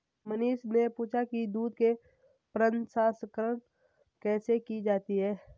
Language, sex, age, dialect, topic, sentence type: Hindi, male, 18-24, Marwari Dhudhari, agriculture, statement